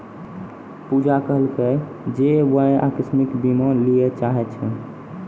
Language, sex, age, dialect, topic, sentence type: Maithili, male, 18-24, Angika, banking, statement